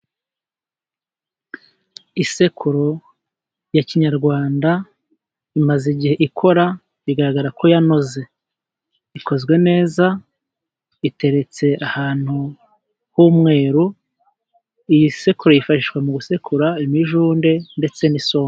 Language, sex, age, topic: Kinyarwanda, male, 25-35, government